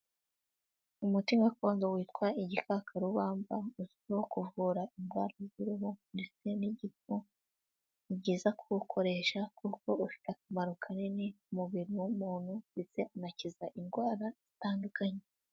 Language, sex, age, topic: Kinyarwanda, female, 18-24, health